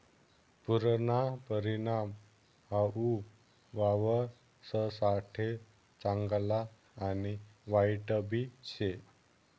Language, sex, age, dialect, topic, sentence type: Marathi, male, 18-24, Northern Konkan, agriculture, statement